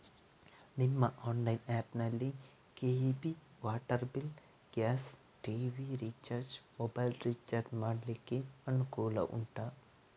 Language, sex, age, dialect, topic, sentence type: Kannada, male, 18-24, Coastal/Dakshin, banking, question